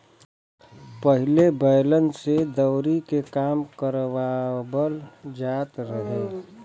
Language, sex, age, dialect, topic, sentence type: Bhojpuri, male, 25-30, Western, agriculture, statement